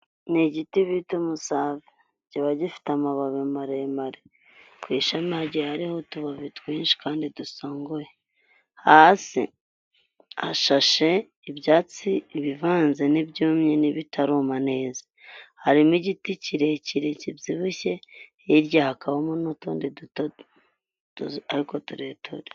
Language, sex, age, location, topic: Kinyarwanda, female, 25-35, Huye, health